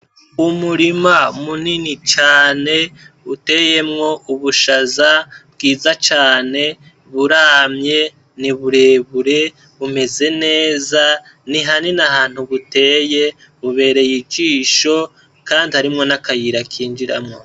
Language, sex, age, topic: Rundi, male, 25-35, agriculture